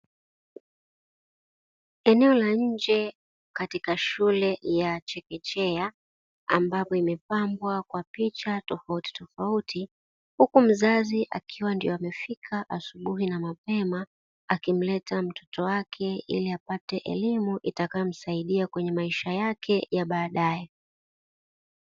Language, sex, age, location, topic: Swahili, female, 36-49, Dar es Salaam, education